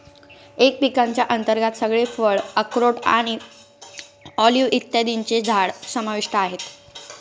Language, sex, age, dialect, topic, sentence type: Marathi, female, 18-24, Northern Konkan, agriculture, statement